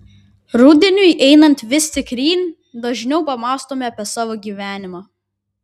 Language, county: Lithuanian, Vilnius